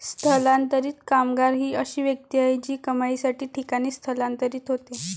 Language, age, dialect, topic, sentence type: Marathi, 25-30, Varhadi, agriculture, statement